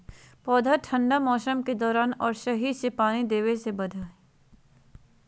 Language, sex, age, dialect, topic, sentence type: Magahi, female, 31-35, Southern, agriculture, statement